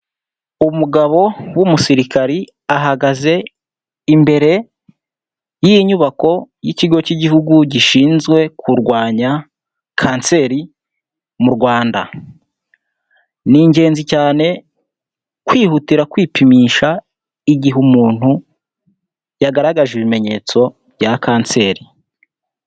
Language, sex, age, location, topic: Kinyarwanda, male, 18-24, Huye, health